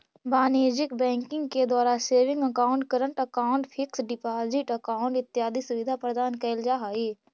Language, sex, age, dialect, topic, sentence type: Magahi, female, 25-30, Central/Standard, banking, statement